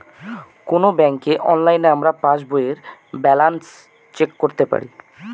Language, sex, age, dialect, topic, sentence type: Bengali, male, 25-30, Northern/Varendri, banking, statement